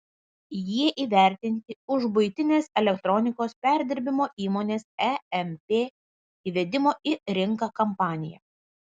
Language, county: Lithuanian, Vilnius